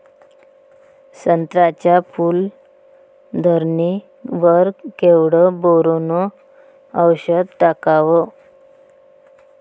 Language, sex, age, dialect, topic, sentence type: Marathi, female, 36-40, Varhadi, agriculture, question